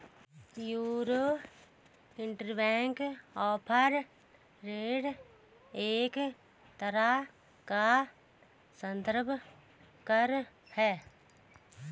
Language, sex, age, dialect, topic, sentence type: Hindi, female, 31-35, Garhwali, banking, statement